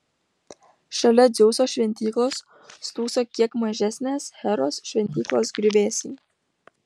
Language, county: Lithuanian, Utena